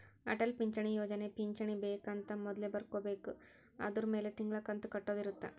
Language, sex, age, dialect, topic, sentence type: Kannada, female, 51-55, Central, banking, statement